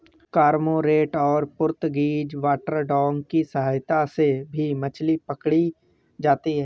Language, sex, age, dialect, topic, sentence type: Hindi, male, 36-40, Awadhi Bundeli, agriculture, statement